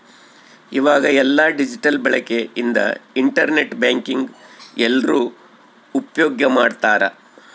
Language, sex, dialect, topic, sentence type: Kannada, male, Central, banking, statement